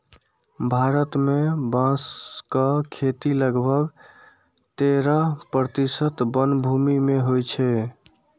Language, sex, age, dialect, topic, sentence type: Maithili, male, 51-55, Eastern / Thethi, agriculture, statement